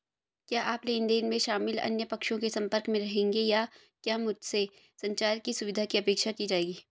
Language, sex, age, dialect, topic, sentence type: Hindi, female, 25-30, Hindustani Malvi Khadi Boli, banking, question